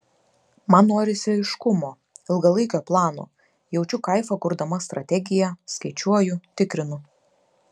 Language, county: Lithuanian, Klaipėda